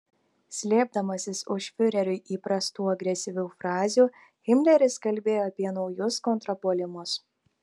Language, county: Lithuanian, Telšiai